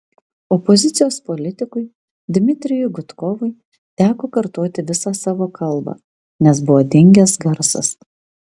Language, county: Lithuanian, Vilnius